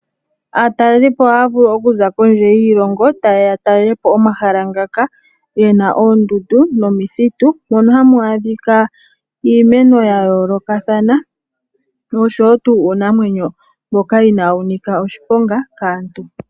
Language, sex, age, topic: Oshiwambo, female, 18-24, agriculture